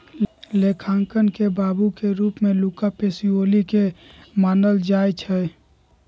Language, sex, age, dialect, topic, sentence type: Magahi, male, 18-24, Western, banking, statement